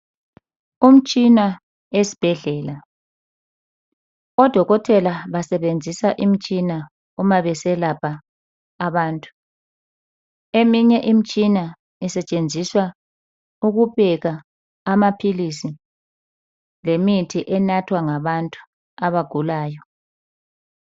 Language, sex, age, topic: North Ndebele, female, 36-49, health